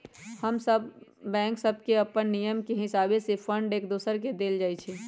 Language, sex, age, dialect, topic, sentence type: Magahi, female, 36-40, Western, banking, statement